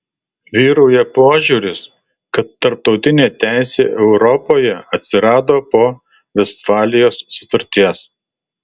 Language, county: Lithuanian, Alytus